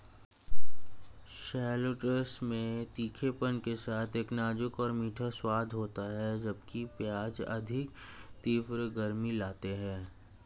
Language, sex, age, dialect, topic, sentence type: Hindi, male, 18-24, Hindustani Malvi Khadi Boli, agriculture, statement